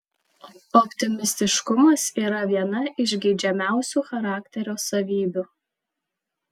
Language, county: Lithuanian, Kaunas